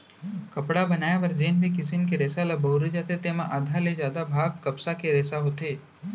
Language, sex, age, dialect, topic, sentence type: Chhattisgarhi, male, 25-30, Central, agriculture, statement